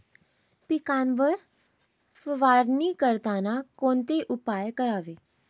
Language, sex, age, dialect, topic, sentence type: Marathi, female, 18-24, Standard Marathi, agriculture, question